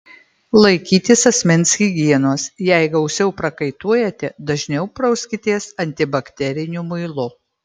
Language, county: Lithuanian, Marijampolė